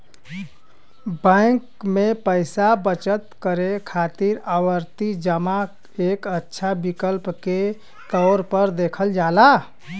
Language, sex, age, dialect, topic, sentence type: Bhojpuri, male, 25-30, Western, banking, statement